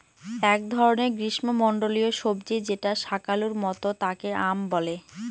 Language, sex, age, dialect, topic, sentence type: Bengali, female, 18-24, Northern/Varendri, agriculture, statement